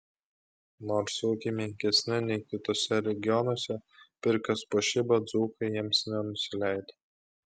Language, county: Lithuanian, Klaipėda